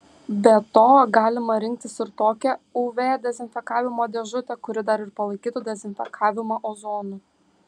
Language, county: Lithuanian, Kaunas